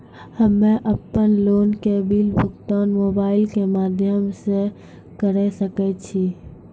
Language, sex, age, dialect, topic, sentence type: Maithili, female, 18-24, Angika, banking, question